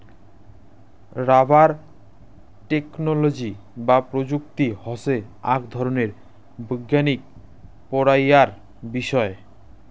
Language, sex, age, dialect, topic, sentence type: Bengali, male, 25-30, Rajbangshi, agriculture, statement